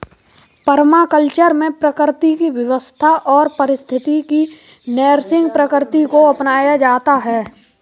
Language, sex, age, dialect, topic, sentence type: Hindi, male, 18-24, Kanauji Braj Bhasha, agriculture, statement